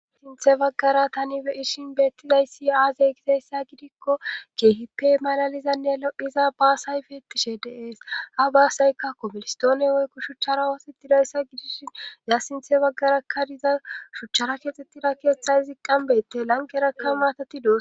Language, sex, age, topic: Gamo, female, 25-35, government